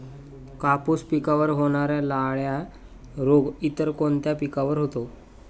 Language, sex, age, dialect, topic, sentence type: Marathi, male, 18-24, Standard Marathi, agriculture, question